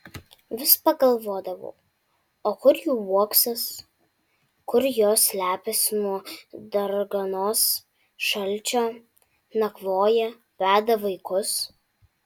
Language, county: Lithuanian, Alytus